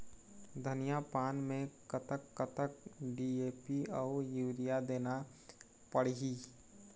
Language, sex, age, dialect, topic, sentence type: Chhattisgarhi, male, 18-24, Eastern, agriculture, question